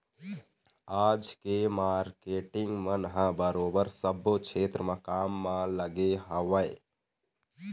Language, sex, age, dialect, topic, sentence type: Chhattisgarhi, male, 18-24, Eastern, banking, statement